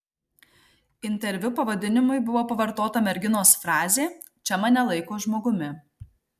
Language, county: Lithuanian, Marijampolė